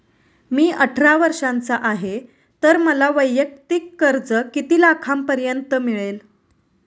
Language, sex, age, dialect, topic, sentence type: Marathi, female, 31-35, Standard Marathi, banking, question